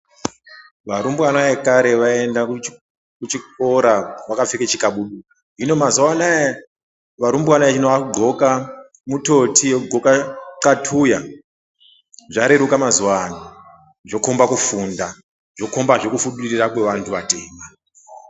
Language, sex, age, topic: Ndau, male, 36-49, education